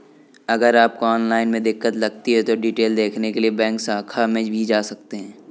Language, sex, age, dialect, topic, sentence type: Hindi, male, 25-30, Kanauji Braj Bhasha, banking, statement